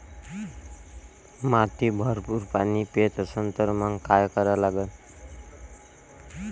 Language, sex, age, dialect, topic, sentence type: Marathi, male, 18-24, Varhadi, agriculture, question